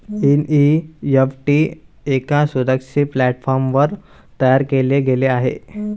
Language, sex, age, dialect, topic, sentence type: Marathi, male, 18-24, Varhadi, banking, statement